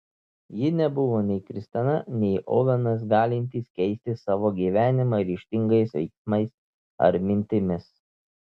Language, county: Lithuanian, Telšiai